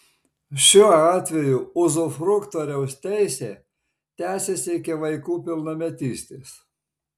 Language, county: Lithuanian, Marijampolė